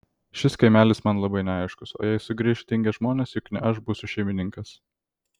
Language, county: Lithuanian, Vilnius